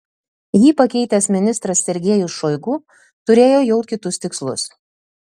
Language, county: Lithuanian, Telšiai